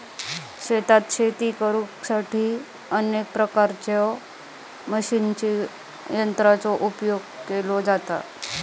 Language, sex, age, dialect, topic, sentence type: Marathi, female, 31-35, Southern Konkan, agriculture, statement